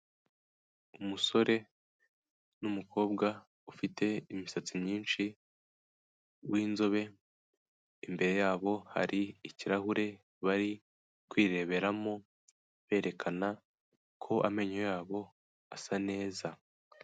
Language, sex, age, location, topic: Kinyarwanda, female, 18-24, Kigali, health